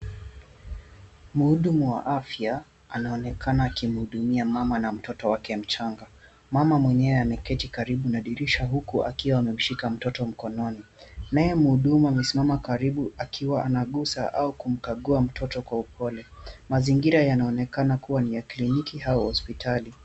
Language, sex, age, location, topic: Swahili, male, 18-24, Kisumu, health